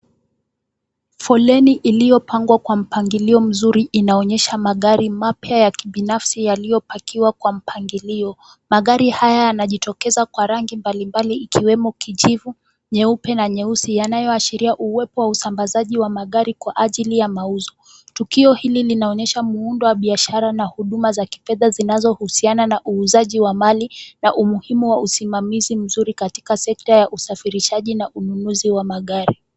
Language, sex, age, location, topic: Swahili, female, 18-24, Kisumu, finance